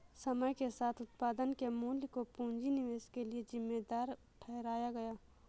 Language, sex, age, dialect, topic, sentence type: Hindi, female, 18-24, Awadhi Bundeli, agriculture, statement